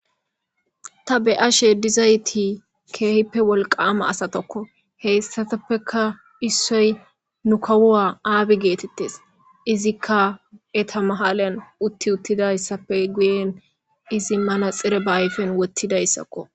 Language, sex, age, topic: Gamo, female, 18-24, government